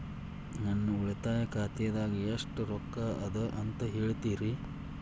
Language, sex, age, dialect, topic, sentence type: Kannada, male, 36-40, Dharwad Kannada, banking, question